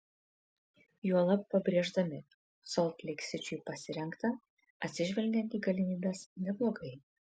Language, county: Lithuanian, Kaunas